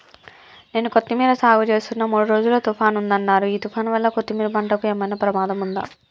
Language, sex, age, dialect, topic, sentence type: Telugu, female, 25-30, Telangana, agriculture, question